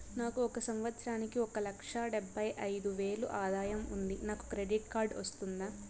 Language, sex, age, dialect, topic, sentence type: Telugu, female, 18-24, Southern, banking, question